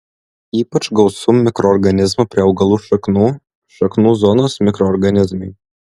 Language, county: Lithuanian, Klaipėda